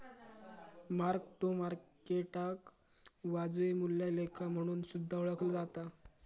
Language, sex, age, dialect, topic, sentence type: Marathi, male, 36-40, Southern Konkan, banking, statement